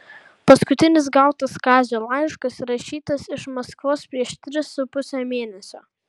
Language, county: Lithuanian, Kaunas